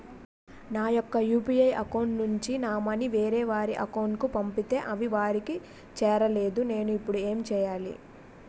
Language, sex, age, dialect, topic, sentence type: Telugu, female, 18-24, Utterandhra, banking, question